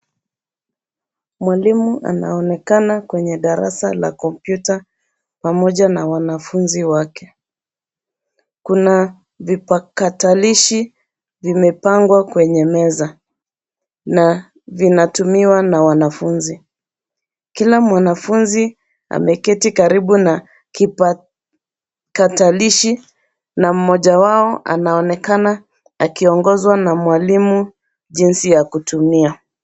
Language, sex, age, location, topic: Swahili, female, 36-49, Nairobi, education